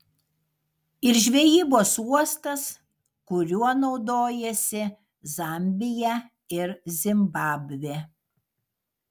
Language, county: Lithuanian, Kaunas